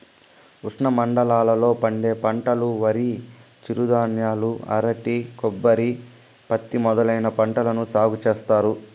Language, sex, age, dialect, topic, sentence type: Telugu, male, 25-30, Southern, agriculture, statement